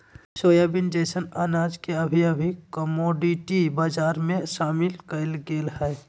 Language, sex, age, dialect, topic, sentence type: Magahi, male, 25-30, Southern, banking, statement